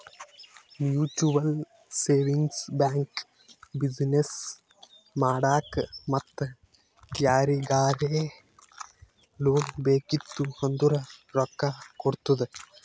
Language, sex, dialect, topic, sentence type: Kannada, male, Northeastern, banking, statement